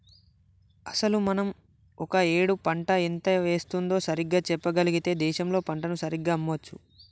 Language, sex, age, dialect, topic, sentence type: Telugu, male, 18-24, Telangana, agriculture, statement